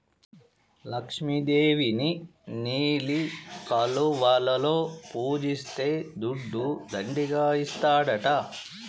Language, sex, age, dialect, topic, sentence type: Telugu, male, 41-45, Southern, agriculture, statement